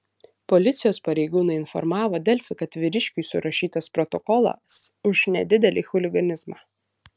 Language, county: Lithuanian, Utena